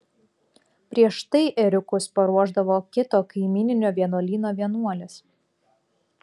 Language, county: Lithuanian, Klaipėda